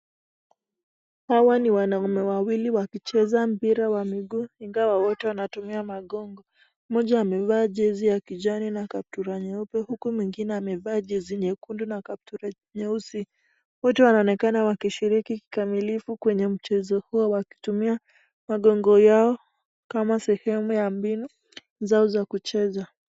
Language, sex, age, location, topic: Swahili, female, 25-35, Nakuru, education